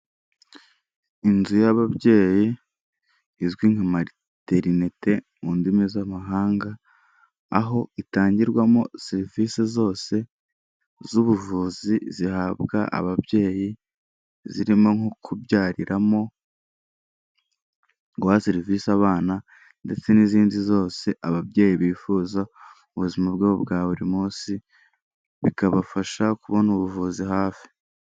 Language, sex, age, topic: Kinyarwanda, male, 18-24, health